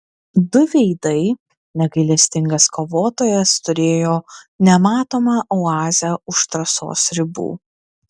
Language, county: Lithuanian, Klaipėda